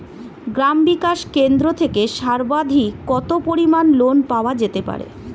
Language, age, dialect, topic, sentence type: Bengali, 41-45, Standard Colloquial, banking, question